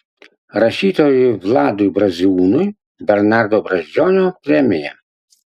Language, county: Lithuanian, Utena